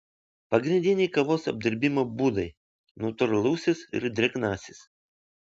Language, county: Lithuanian, Vilnius